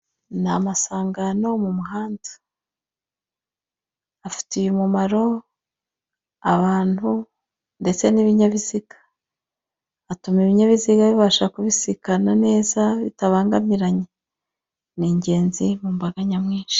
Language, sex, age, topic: Kinyarwanda, female, 25-35, government